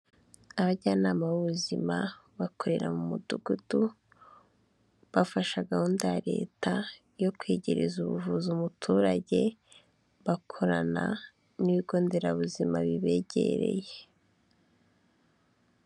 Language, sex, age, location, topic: Kinyarwanda, female, 25-35, Kigali, health